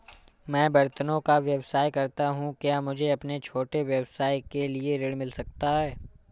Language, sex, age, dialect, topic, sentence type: Hindi, male, 25-30, Awadhi Bundeli, banking, question